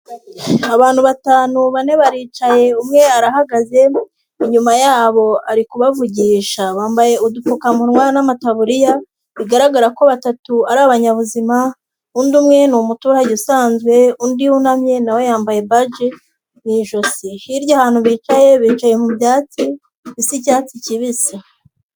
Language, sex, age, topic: Kinyarwanda, female, 18-24, health